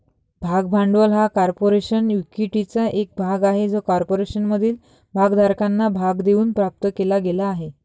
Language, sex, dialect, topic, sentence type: Marathi, female, Varhadi, banking, statement